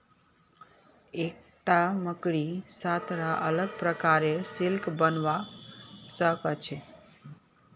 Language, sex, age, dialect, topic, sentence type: Magahi, female, 18-24, Northeastern/Surjapuri, agriculture, statement